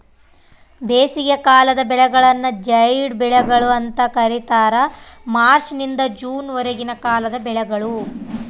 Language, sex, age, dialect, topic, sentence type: Kannada, female, 18-24, Central, agriculture, statement